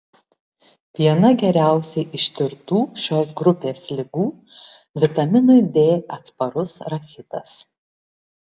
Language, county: Lithuanian, Alytus